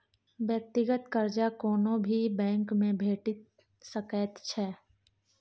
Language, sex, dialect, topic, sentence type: Maithili, female, Bajjika, banking, statement